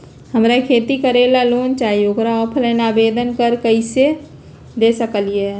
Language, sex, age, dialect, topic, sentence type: Magahi, female, 31-35, Western, banking, question